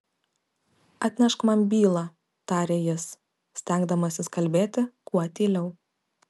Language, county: Lithuanian, Kaunas